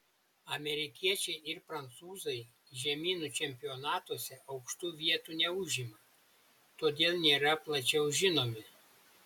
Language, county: Lithuanian, Šiauliai